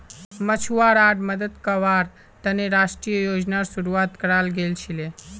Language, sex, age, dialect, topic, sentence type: Magahi, male, 18-24, Northeastern/Surjapuri, agriculture, statement